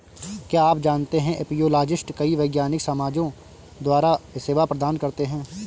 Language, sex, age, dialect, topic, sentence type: Hindi, male, 18-24, Awadhi Bundeli, agriculture, statement